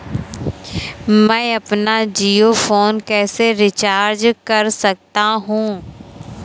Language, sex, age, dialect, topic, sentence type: Hindi, female, 18-24, Awadhi Bundeli, banking, question